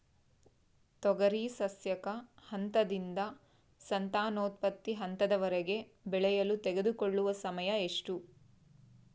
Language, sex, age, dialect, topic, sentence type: Kannada, female, 25-30, Central, agriculture, question